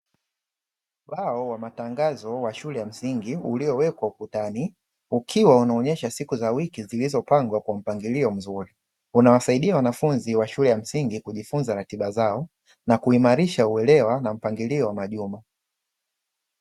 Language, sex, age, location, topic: Swahili, male, 25-35, Dar es Salaam, education